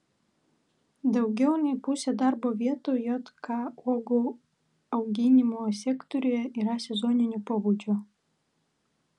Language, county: Lithuanian, Vilnius